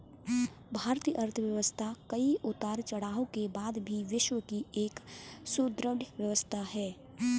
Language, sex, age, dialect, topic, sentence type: Hindi, female, 18-24, Kanauji Braj Bhasha, banking, statement